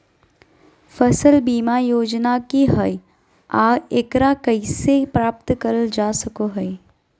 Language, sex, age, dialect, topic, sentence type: Magahi, female, 18-24, Southern, agriculture, question